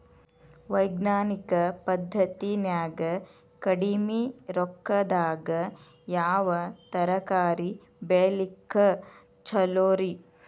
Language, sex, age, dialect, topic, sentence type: Kannada, female, 36-40, Dharwad Kannada, agriculture, question